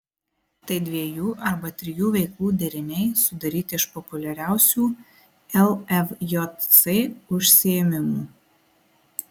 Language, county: Lithuanian, Marijampolė